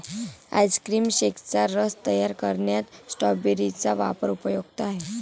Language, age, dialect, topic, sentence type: Marathi, <18, Varhadi, agriculture, statement